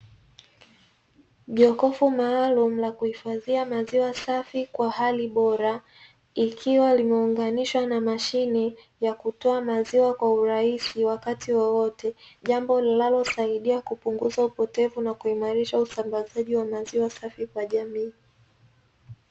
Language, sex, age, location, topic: Swahili, female, 18-24, Dar es Salaam, finance